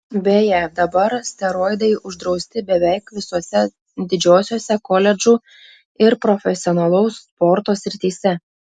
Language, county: Lithuanian, Klaipėda